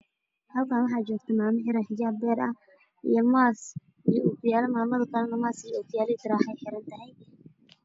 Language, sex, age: Somali, female, 18-24